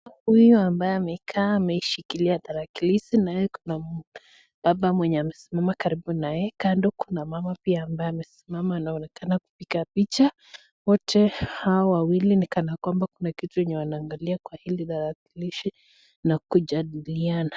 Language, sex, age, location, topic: Swahili, female, 18-24, Nakuru, government